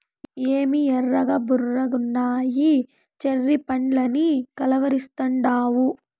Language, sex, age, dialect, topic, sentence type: Telugu, female, 18-24, Southern, agriculture, statement